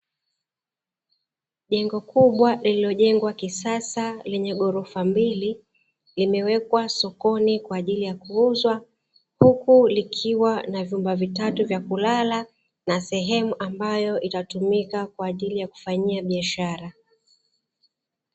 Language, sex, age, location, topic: Swahili, female, 36-49, Dar es Salaam, finance